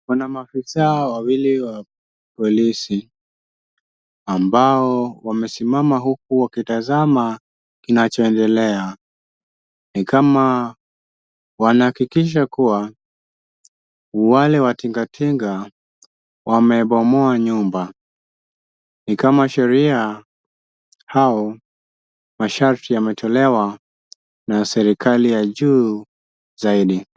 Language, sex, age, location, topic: Swahili, male, 25-35, Kisumu, health